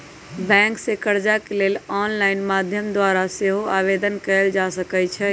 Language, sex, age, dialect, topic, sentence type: Magahi, female, 25-30, Western, banking, statement